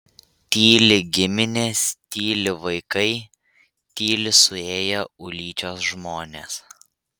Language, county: Lithuanian, Vilnius